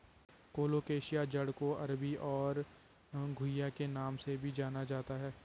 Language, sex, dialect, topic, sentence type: Hindi, male, Garhwali, agriculture, statement